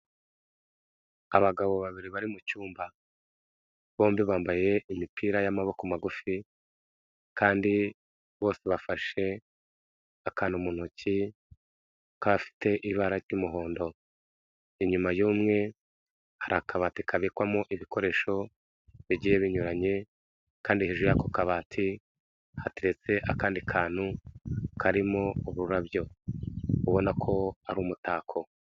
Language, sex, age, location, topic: Kinyarwanda, male, 36-49, Kigali, health